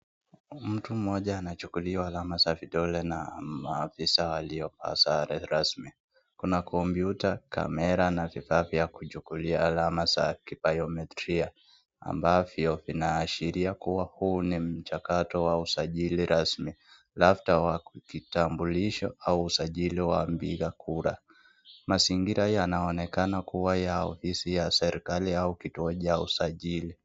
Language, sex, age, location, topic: Swahili, male, 25-35, Nakuru, government